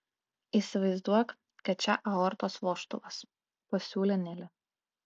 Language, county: Lithuanian, Klaipėda